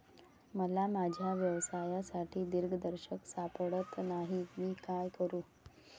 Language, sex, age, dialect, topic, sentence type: Marathi, female, 60-100, Varhadi, banking, statement